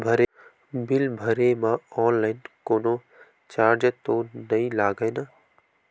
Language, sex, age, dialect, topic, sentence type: Chhattisgarhi, male, 18-24, Western/Budati/Khatahi, banking, question